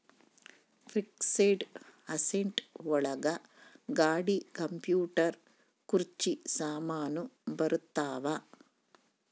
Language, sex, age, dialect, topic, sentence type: Kannada, female, 25-30, Central, banking, statement